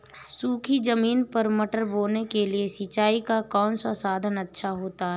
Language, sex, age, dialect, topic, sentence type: Hindi, female, 31-35, Awadhi Bundeli, agriculture, question